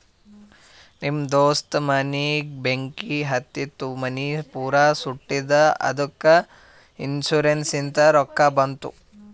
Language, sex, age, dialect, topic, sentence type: Kannada, male, 18-24, Northeastern, banking, statement